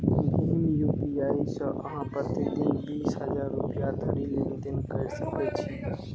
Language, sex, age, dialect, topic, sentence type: Maithili, male, 18-24, Eastern / Thethi, banking, statement